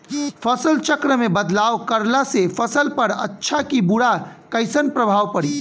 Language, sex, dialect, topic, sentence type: Bhojpuri, male, Southern / Standard, agriculture, question